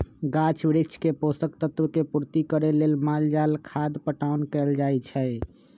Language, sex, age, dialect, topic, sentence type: Magahi, male, 25-30, Western, agriculture, statement